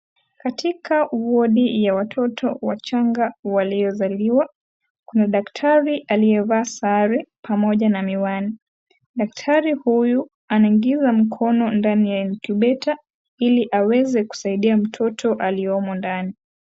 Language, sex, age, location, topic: Swahili, female, 18-24, Kisii, health